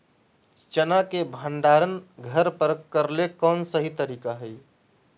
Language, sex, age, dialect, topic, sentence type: Magahi, male, 25-30, Southern, agriculture, question